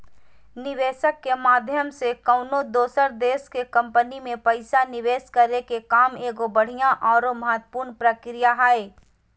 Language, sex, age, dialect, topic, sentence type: Magahi, female, 31-35, Southern, banking, statement